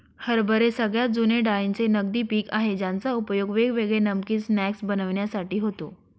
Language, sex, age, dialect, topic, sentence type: Marathi, female, 56-60, Northern Konkan, agriculture, statement